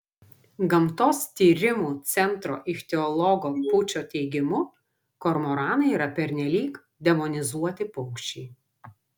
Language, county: Lithuanian, Vilnius